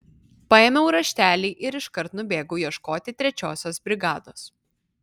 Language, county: Lithuanian, Vilnius